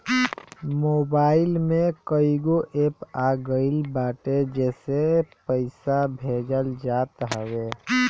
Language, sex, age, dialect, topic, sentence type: Bhojpuri, male, 18-24, Northern, banking, statement